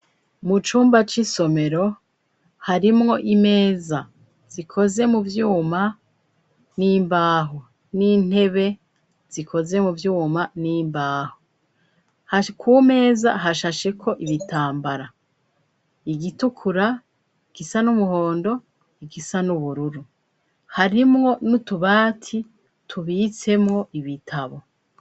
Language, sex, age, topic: Rundi, female, 36-49, education